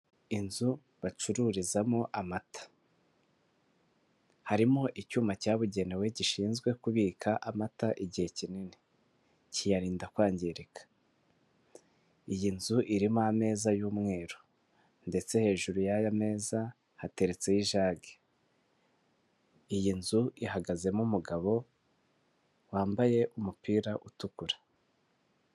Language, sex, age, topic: Kinyarwanda, male, 25-35, finance